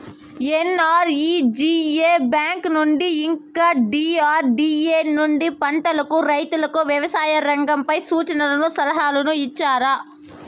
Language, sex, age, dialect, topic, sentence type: Telugu, female, 25-30, Southern, agriculture, question